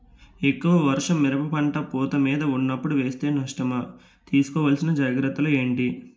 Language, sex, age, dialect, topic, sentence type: Telugu, male, 18-24, Utterandhra, agriculture, question